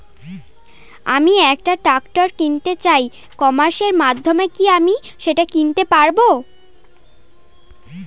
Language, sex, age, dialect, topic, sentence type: Bengali, female, 18-24, Standard Colloquial, agriculture, question